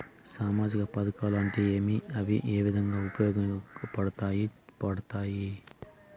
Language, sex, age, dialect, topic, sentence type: Telugu, male, 36-40, Southern, banking, question